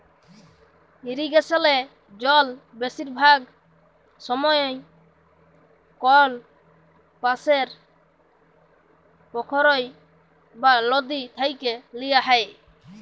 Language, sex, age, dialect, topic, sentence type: Bengali, male, 18-24, Jharkhandi, agriculture, statement